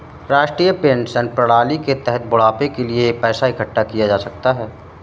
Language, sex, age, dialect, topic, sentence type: Hindi, male, 31-35, Awadhi Bundeli, banking, statement